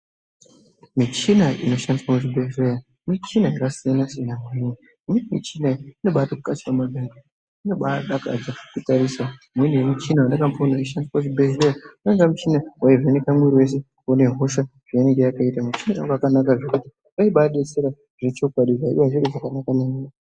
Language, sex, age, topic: Ndau, male, 50+, health